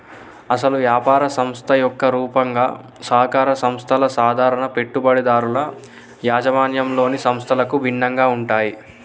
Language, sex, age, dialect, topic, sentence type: Telugu, male, 18-24, Telangana, agriculture, statement